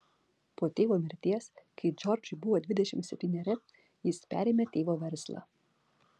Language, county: Lithuanian, Vilnius